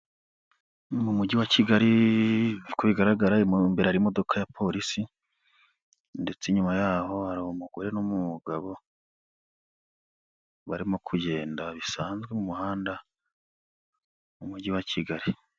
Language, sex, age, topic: Kinyarwanda, male, 25-35, government